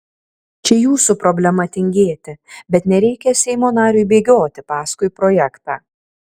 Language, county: Lithuanian, Kaunas